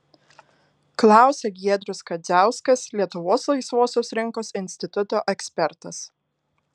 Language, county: Lithuanian, Alytus